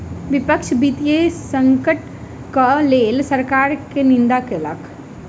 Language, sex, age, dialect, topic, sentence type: Maithili, female, 18-24, Southern/Standard, banking, statement